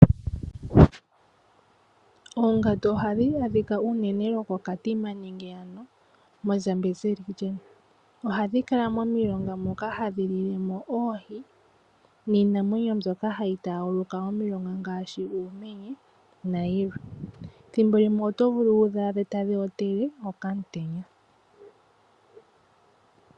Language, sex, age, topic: Oshiwambo, female, 18-24, agriculture